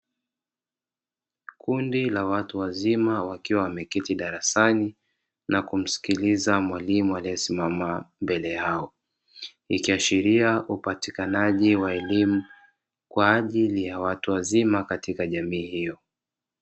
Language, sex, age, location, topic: Swahili, male, 25-35, Dar es Salaam, education